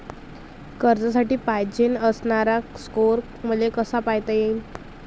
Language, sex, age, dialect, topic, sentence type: Marathi, female, 25-30, Varhadi, banking, question